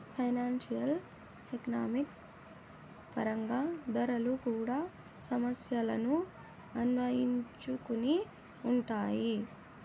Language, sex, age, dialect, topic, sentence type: Telugu, male, 18-24, Southern, banking, statement